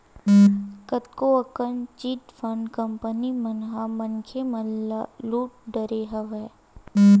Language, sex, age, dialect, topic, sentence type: Chhattisgarhi, female, 18-24, Western/Budati/Khatahi, banking, statement